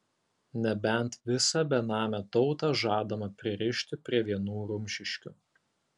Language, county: Lithuanian, Alytus